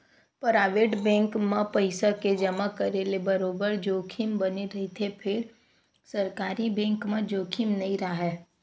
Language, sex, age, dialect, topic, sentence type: Chhattisgarhi, female, 51-55, Western/Budati/Khatahi, banking, statement